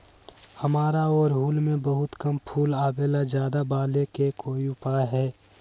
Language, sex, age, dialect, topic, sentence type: Magahi, male, 18-24, Western, agriculture, question